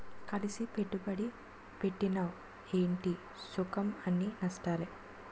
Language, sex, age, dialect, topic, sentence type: Telugu, female, 46-50, Utterandhra, banking, statement